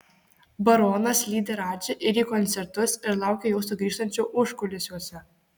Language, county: Lithuanian, Marijampolė